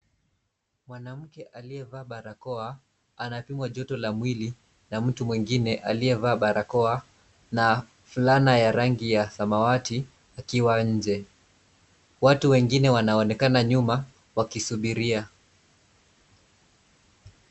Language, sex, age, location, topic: Swahili, male, 25-35, Nairobi, health